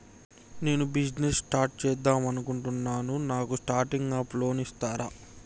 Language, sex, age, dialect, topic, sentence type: Telugu, male, 18-24, Telangana, banking, question